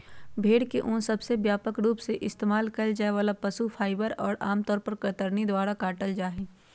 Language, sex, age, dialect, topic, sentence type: Magahi, female, 51-55, Western, agriculture, statement